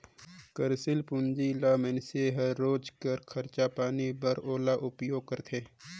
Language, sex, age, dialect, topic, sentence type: Chhattisgarhi, male, 25-30, Northern/Bhandar, banking, statement